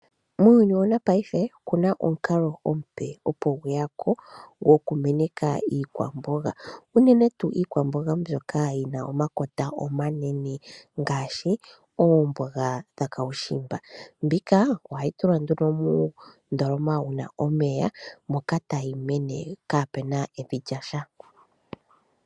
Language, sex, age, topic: Oshiwambo, female, 25-35, agriculture